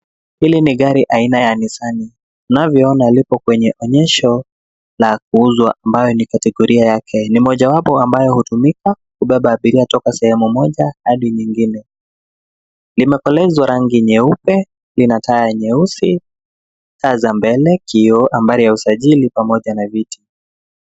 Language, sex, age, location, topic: Swahili, male, 25-35, Nairobi, finance